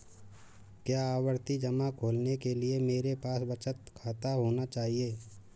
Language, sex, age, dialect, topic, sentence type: Hindi, male, 18-24, Marwari Dhudhari, banking, question